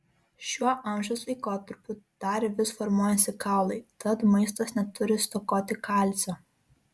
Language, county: Lithuanian, Kaunas